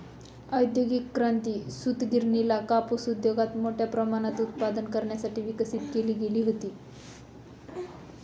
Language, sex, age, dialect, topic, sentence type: Marathi, female, 25-30, Northern Konkan, agriculture, statement